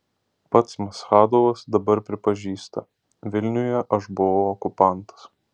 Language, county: Lithuanian, Alytus